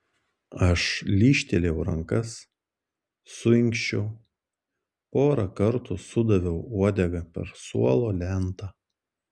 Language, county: Lithuanian, Klaipėda